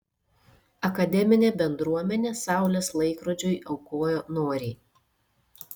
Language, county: Lithuanian, Šiauliai